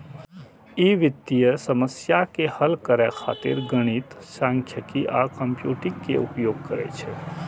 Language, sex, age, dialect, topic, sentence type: Maithili, male, 41-45, Eastern / Thethi, banking, statement